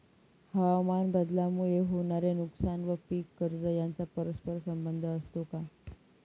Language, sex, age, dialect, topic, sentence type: Marathi, female, 18-24, Northern Konkan, agriculture, question